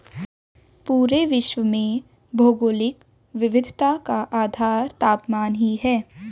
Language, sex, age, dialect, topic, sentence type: Hindi, female, 18-24, Hindustani Malvi Khadi Boli, agriculture, statement